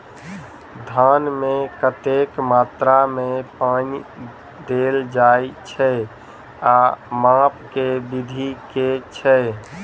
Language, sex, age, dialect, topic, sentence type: Maithili, male, 25-30, Southern/Standard, agriculture, question